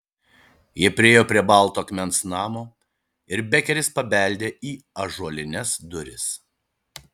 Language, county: Lithuanian, Šiauliai